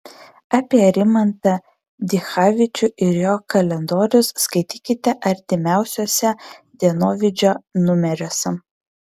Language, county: Lithuanian, Vilnius